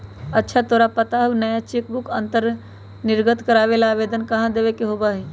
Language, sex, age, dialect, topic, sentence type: Magahi, female, 18-24, Western, banking, statement